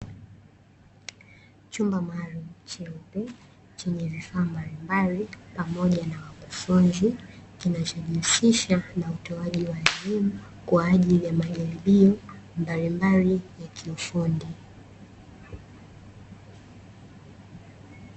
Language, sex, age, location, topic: Swahili, female, 18-24, Dar es Salaam, education